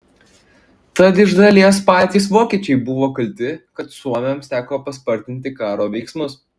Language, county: Lithuanian, Klaipėda